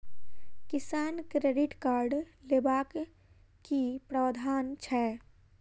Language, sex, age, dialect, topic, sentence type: Maithili, female, 18-24, Southern/Standard, agriculture, question